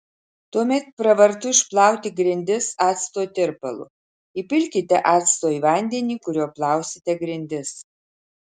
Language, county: Lithuanian, Marijampolė